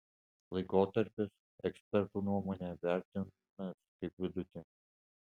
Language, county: Lithuanian, Alytus